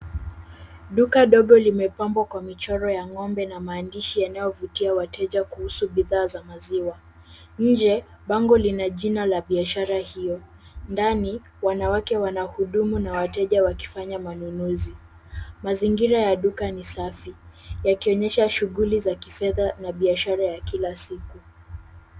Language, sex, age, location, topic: Swahili, female, 18-24, Kisumu, finance